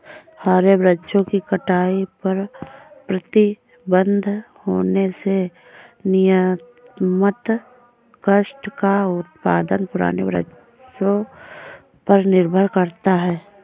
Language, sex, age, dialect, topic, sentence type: Hindi, female, 25-30, Awadhi Bundeli, agriculture, statement